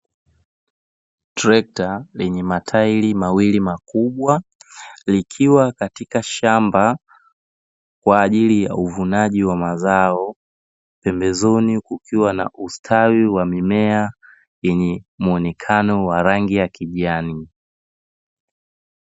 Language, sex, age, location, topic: Swahili, male, 25-35, Dar es Salaam, agriculture